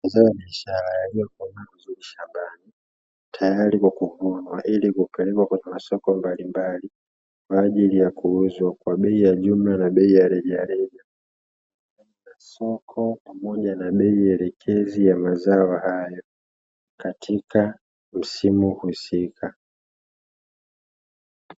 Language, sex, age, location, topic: Swahili, male, 25-35, Dar es Salaam, agriculture